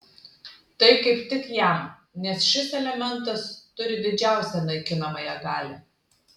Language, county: Lithuanian, Klaipėda